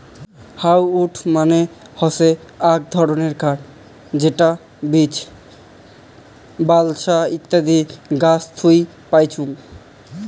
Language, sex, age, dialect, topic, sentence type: Bengali, male, 18-24, Rajbangshi, agriculture, statement